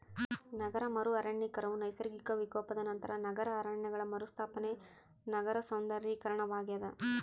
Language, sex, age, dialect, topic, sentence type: Kannada, female, 25-30, Central, agriculture, statement